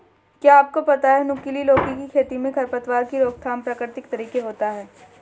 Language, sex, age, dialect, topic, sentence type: Hindi, female, 18-24, Marwari Dhudhari, agriculture, statement